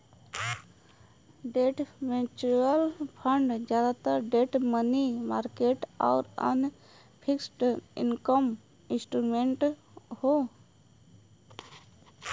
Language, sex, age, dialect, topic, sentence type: Bhojpuri, female, 31-35, Western, banking, statement